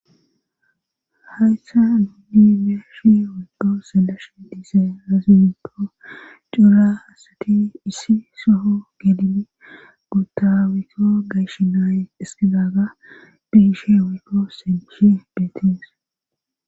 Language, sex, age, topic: Gamo, female, 25-35, government